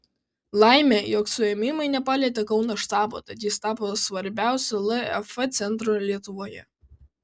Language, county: Lithuanian, Kaunas